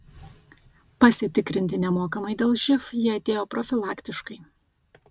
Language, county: Lithuanian, Vilnius